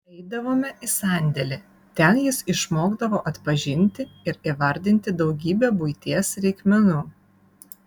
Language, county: Lithuanian, Vilnius